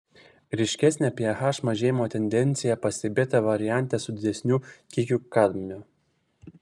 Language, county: Lithuanian, Vilnius